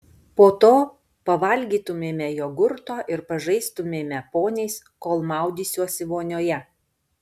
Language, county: Lithuanian, Panevėžys